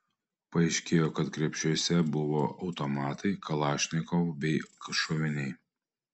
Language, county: Lithuanian, Panevėžys